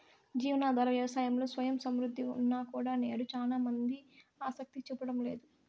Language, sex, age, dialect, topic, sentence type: Telugu, female, 60-100, Southern, agriculture, statement